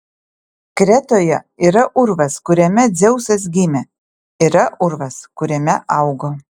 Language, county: Lithuanian, Utena